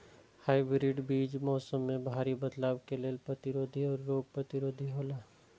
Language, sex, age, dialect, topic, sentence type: Maithili, male, 36-40, Eastern / Thethi, agriculture, statement